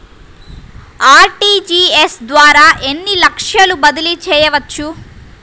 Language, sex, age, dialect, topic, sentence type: Telugu, female, 51-55, Central/Coastal, banking, question